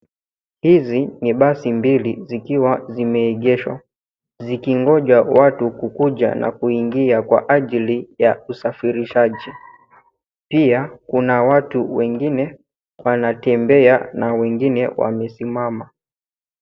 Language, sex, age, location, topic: Swahili, male, 25-35, Nairobi, government